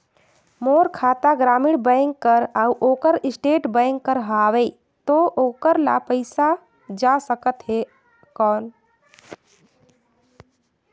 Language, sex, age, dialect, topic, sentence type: Chhattisgarhi, female, 18-24, Northern/Bhandar, banking, question